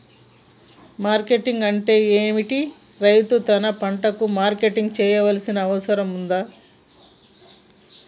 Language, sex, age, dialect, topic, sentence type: Telugu, male, 41-45, Telangana, agriculture, question